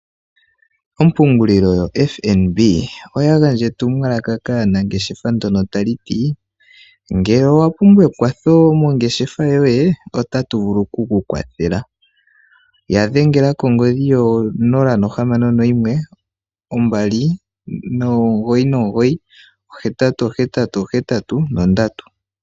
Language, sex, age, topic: Oshiwambo, male, 18-24, finance